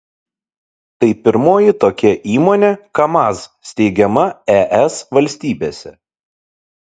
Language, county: Lithuanian, Šiauliai